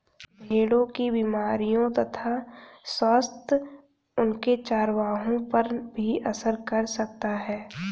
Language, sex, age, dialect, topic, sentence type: Hindi, female, 31-35, Hindustani Malvi Khadi Boli, agriculture, statement